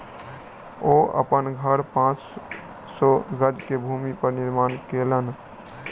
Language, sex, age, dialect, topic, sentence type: Maithili, male, 18-24, Southern/Standard, agriculture, statement